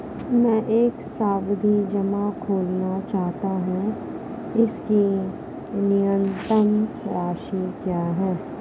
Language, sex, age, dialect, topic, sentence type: Hindi, female, 31-35, Marwari Dhudhari, banking, question